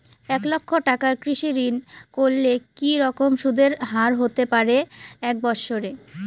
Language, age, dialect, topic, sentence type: Bengali, 25-30, Rajbangshi, banking, question